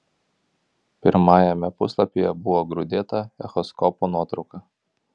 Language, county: Lithuanian, Kaunas